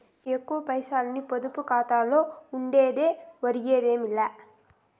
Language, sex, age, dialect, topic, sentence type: Telugu, female, 18-24, Southern, banking, statement